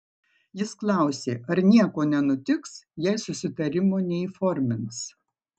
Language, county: Lithuanian, Marijampolė